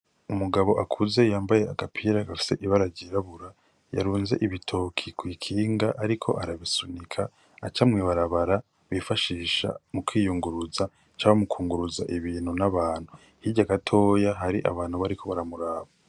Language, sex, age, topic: Rundi, male, 18-24, agriculture